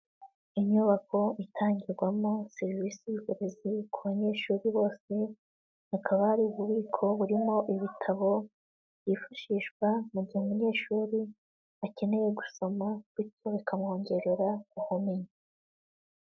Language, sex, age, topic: Kinyarwanda, female, 18-24, education